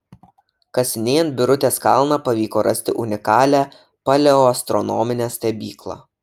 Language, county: Lithuanian, Šiauliai